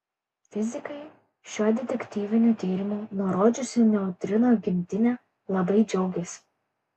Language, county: Lithuanian, Kaunas